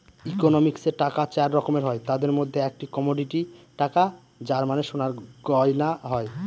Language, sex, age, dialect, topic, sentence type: Bengali, male, 18-24, Northern/Varendri, banking, statement